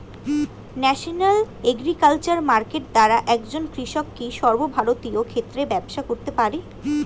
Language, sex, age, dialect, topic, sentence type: Bengali, female, 18-24, Standard Colloquial, agriculture, question